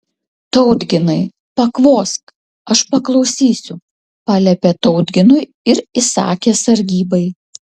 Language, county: Lithuanian, Utena